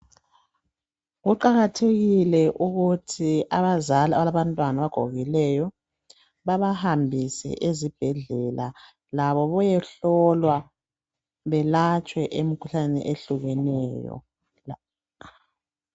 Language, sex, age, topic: North Ndebele, male, 25-35, health